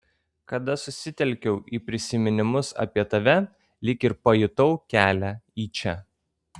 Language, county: Lithuanian, Kaunas